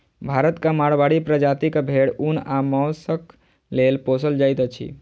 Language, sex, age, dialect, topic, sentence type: Maithili, male, 18-24, Southern/Standard, agriculture, statement